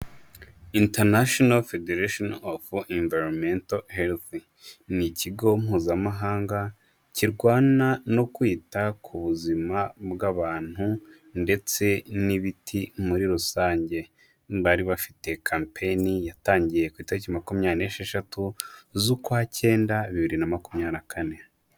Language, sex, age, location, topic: Kinyarwanda, male, 25-35, Huye, health